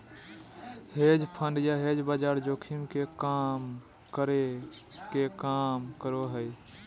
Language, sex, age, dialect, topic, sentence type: Magahi, male, 41-45, Southern, banking, statement